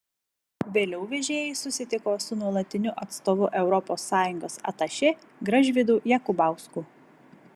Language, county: Lithuanian, Vilnius